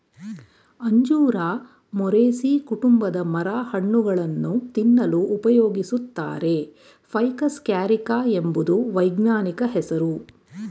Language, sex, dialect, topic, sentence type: Kannada, female, Mysore Kannada, agriculture, statement